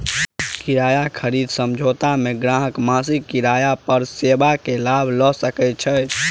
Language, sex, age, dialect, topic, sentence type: Maithili, male, 18-24, Southern/Standard, banking, statement